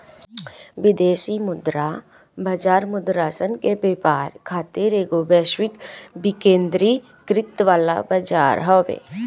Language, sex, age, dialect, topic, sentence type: Bhojpuri, female, 18-24, Southern / Standard, banking, statement